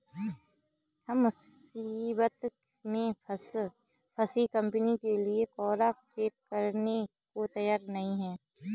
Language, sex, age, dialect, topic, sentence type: Hindi, female, 18-24, Kanauji Braj Bhasha, banking, statement